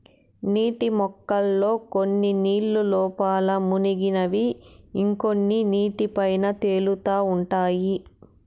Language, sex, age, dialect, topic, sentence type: Telugu, female, 31-35, Southern, agriculture, statement